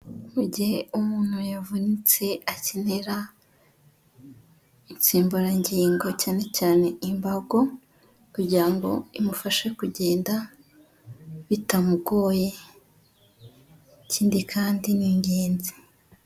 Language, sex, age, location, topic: Kinyarwanda, female, 25-35, Huye, health